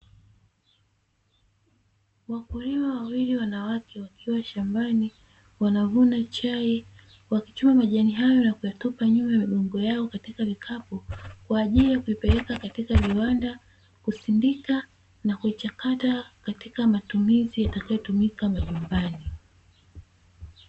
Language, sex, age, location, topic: Swahili, female, 25-35, Dar es Salaam, agriculture